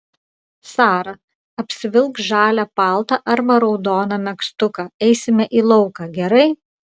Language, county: Lithuanian, Klaipėda